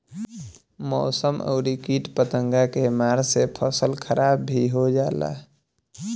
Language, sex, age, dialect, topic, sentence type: Bhojpuri, male, 18-24, Southern / Standard, agriculture, statement